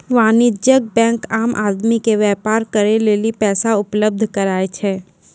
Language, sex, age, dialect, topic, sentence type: Maithili, female, 18-24, Angika, banking, statement